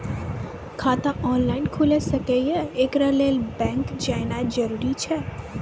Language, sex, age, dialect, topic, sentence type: Maithili, female, 18-24, Angika, banking, question